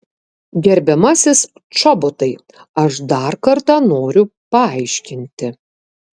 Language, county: Lithuanian, Kaunas